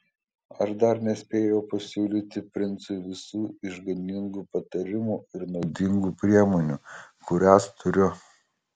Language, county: Lithuanian, Kaunas